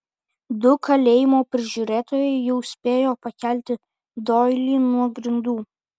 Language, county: Lithuanian, Kaunas